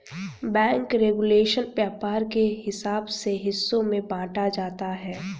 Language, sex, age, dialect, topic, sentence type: Hindi, female, 31-35, Hindustani Malvi Khadi Boli, banking, statement